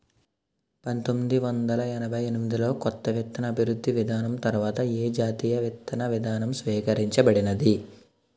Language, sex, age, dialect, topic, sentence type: Telugu, male, 18-24, Utterandhra, agriculture, question